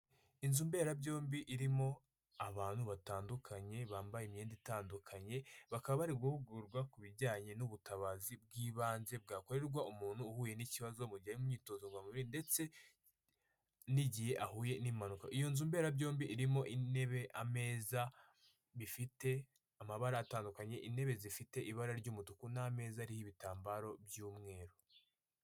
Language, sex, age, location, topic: Kinyarwanda, female, 25-35, Kigali, health